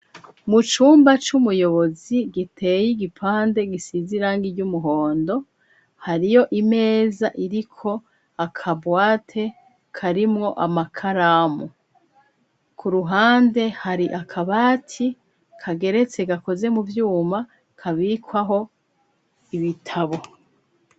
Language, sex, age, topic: Rundi, female, 36-49, education